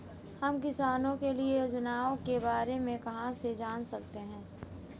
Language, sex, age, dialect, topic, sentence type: Hindi, female, 18-24, Marwari Dhudhari, agriculture, question